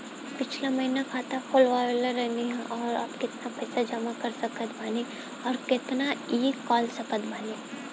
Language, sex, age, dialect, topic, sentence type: Bhojpuri, female, 18-24, Southern / Standard, banking, question